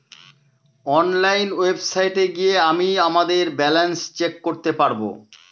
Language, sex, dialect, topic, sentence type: Bengali, male, Northern/Varendri, banking, statement